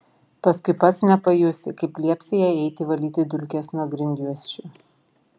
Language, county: Lithuanian, Vilnius